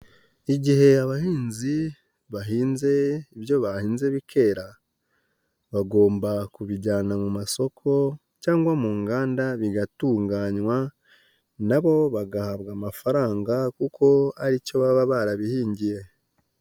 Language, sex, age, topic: Kinyarwanda, male, 18-24, agriculture